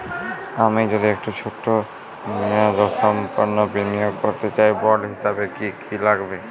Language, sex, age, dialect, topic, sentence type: Bengali, male, 18-24, Jharkhandi, banking, question